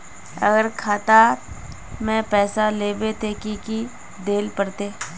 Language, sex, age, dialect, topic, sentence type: Magahi, female, 18-24, Northeastern/Surjapuri, banking, question